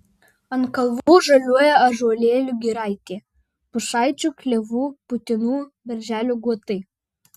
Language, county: Lithuanian, Vilnius